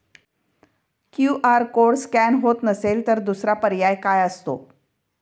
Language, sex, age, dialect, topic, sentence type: Marathi, female, 51-55, Standard Marathi, banking, question